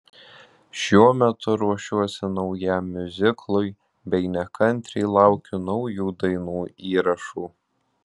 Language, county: Lithuanian, Alytus